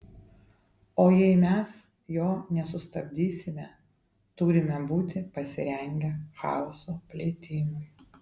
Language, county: Lithuanian, Vilnius